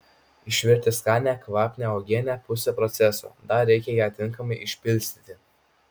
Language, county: Lithuanian, Kaunas